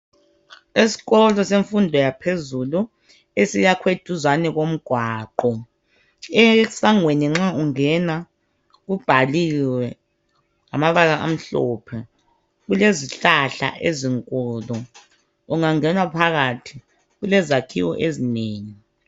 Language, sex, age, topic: North Ndebele, male, 25-35, education